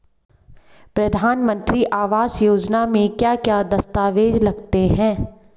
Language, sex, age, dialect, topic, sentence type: Hindi, female, 25-30, Hindustani Malvi Khadi Boli, banking, question